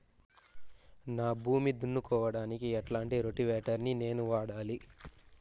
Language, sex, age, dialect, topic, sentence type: Telugu, male, 41-45, Southern, agriculture, question